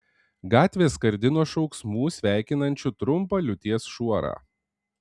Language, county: Lithuanian, Panevėžys